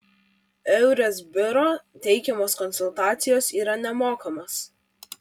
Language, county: Lithuanian, Vilnius